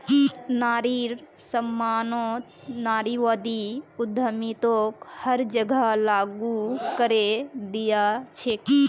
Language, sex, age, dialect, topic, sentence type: Magahi, female, 18-24, Northeastern/Surjapuri, banking, statement